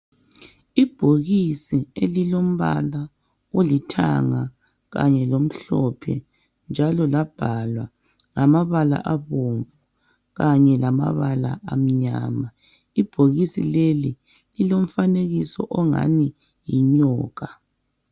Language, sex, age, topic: North Ndebele, female, 25-35, health